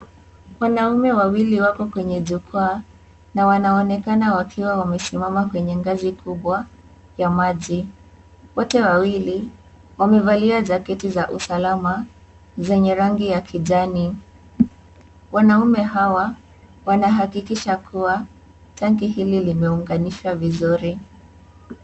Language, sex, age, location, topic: Swahili, female, 18-24, Kisii, health